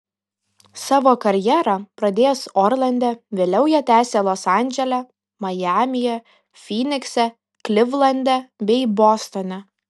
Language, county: Lithuanian, Kaunas